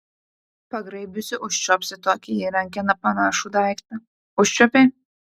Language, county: Lithuanian, Utena